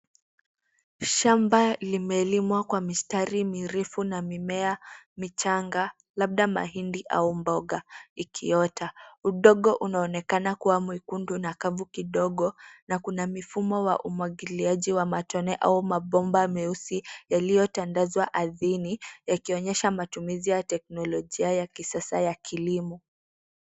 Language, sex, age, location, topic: Swahili, female, 18-24, Nairobi, agriculture